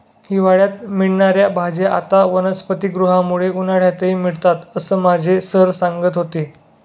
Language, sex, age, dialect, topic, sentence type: Marathi, male, 18-24, Standard Marathi, agriculture, statement